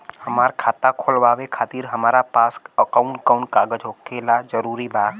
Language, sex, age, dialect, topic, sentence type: Bhojpuri, male, 18-24, Southern / Standard, banking, question